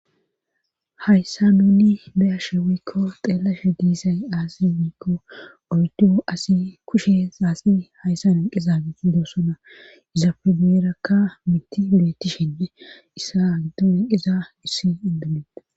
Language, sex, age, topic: Gamo, female, 18-24, government